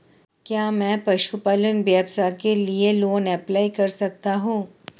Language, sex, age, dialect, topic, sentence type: Hindi, female, 31-35, Marwari Dhudhari, banking, question